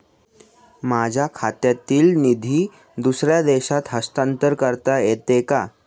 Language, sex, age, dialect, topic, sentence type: Marathi, male, 18-24, Standard Marathi, banking, question